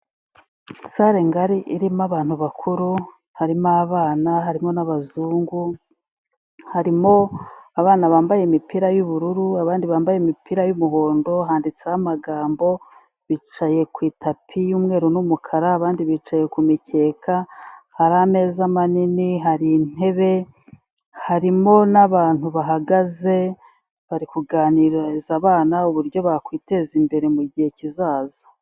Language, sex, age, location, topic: Kinyarwanda, female, 36-49, Kigali, health